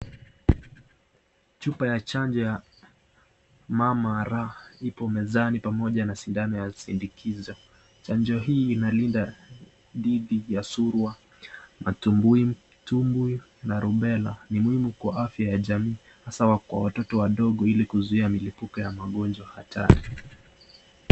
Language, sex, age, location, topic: Swahili, male, 25-35, Nakuru, health